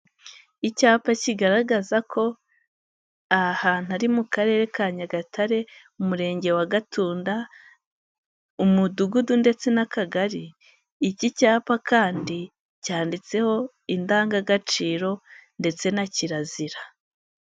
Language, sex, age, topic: Kinyarwanda, female, 18-24, government